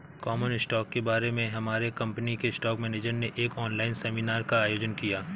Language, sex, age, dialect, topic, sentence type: Hindi, male, 18-24, Awadhi Bundeli, banking, statement